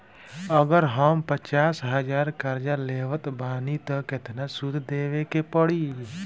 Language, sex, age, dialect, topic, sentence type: Bhojpuri, male, 18-24, Southern / Standard, banking, question